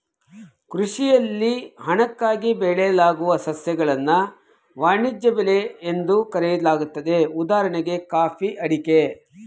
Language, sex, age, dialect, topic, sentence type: Kannada, male, 51-55, Mysore Kannada, agriculture, statement